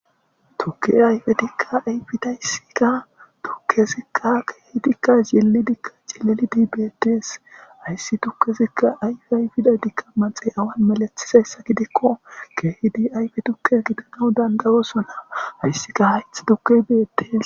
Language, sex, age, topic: Gamo, male, 25-35, agriculture